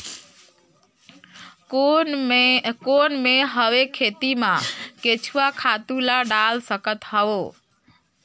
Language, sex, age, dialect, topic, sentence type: Chhattisgarhi, female, 56-60, Northern/Bhandar, agriculture, question